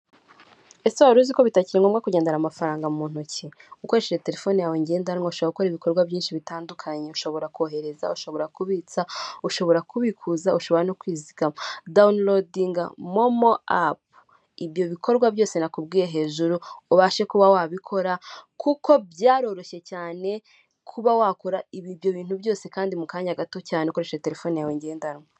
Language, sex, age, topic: Kinyarwanda, female, 18-24, finance